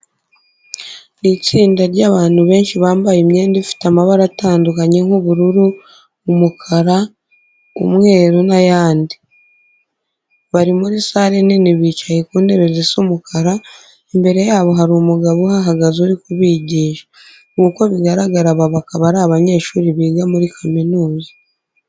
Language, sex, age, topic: Kinyarwanda, female, 25-35, education